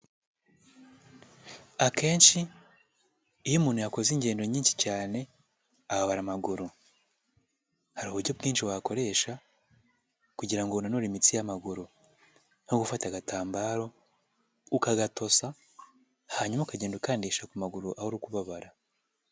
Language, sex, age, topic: Kinyarwanda, male, 18-24, health